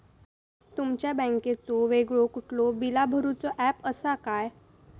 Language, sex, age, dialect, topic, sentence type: Marathi, female, 18-24, Southern Konkan, banking, question